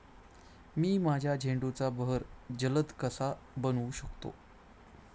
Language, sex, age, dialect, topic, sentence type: Marathi, male, 25-30, Standard Marathi, agriculture, question